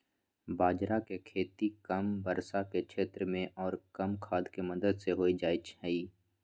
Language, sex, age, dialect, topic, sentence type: Magahi, male, 18-24, Western, agriculture, statement